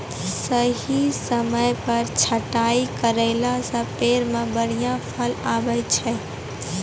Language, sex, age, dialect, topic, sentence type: Maithili, female, 18-24, Angika, agriculture, statement